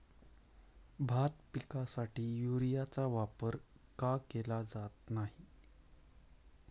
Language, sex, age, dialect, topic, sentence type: Marathi, male, 25-30, Standard Marathi, agriculture, question